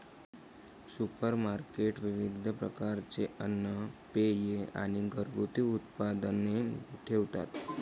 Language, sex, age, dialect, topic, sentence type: Marathi, male, 18-24, Varhadi, agriculture, statement